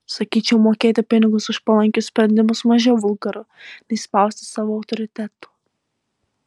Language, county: Lithuanian, Alytus